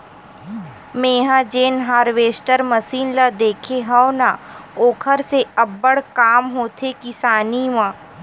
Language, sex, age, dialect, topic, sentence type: Chhattisgarhi, female, 25-30, Western/Budati/Khatahi, agriculture, statement